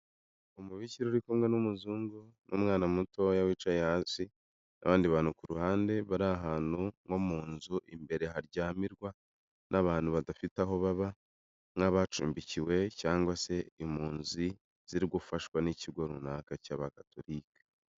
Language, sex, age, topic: Kinyarwanda, male, 25-35, health